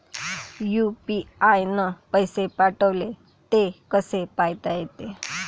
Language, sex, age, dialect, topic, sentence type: Marathi, female, 25-30, Varhadi, banking, question